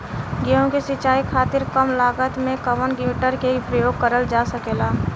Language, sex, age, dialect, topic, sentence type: Bhojpuri, female, 18-24, Western, agriculture, question